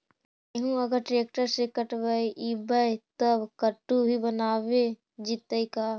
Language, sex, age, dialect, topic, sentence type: Magahi, female, 18-24, Central/Standard, agriculture, question